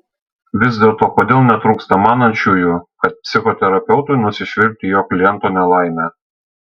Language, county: Lithuanian, Šiauliai